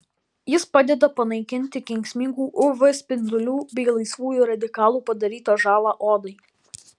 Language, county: Lithuanian, Alytus